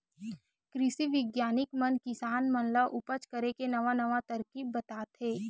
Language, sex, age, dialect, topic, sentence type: Chhattisgarhi, female, 25-30, Western/Budati/Khatahi, agriculture, statement